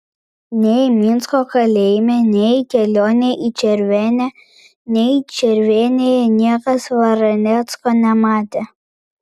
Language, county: Lithuanian, Vilnius